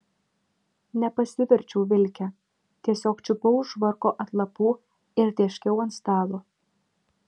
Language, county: Lithuanian, Vilnius